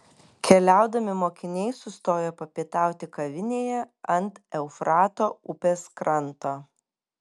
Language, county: Lithuanian, Kaunas